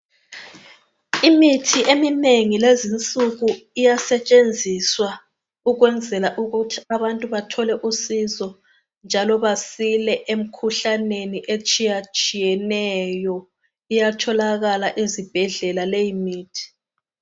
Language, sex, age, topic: North Ndebele, female, 25-35, health